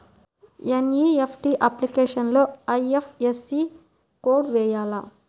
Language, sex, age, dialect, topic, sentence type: Telugu, female, 31-35, Central/Coastal, banking, question